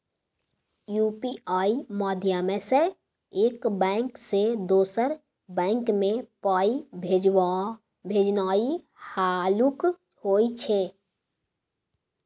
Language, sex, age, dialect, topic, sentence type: Maithili, female, 18-24, Bajjika, banking, statement